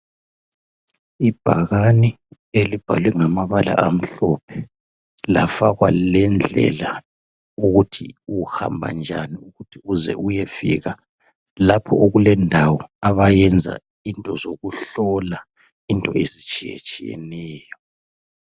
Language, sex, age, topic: North Ndebele, male, 36-49, health